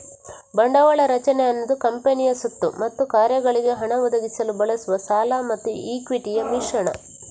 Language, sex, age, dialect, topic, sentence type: Kannada, female, 46-50, Coastal/Dakshin, banking, statement